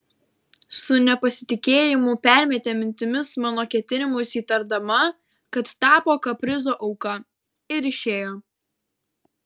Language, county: Lithuanian, Kaunas